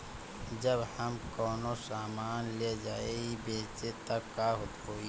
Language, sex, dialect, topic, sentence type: Bhojpuri, male, Northern, agriculture, question